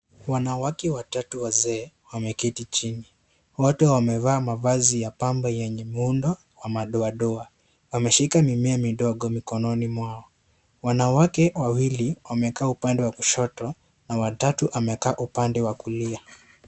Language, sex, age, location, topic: Swahili, male, 25-35, Kisii, health